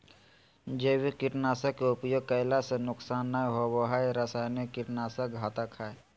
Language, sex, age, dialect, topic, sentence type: Magahi, male, 31-35, Southern, agriculture, statement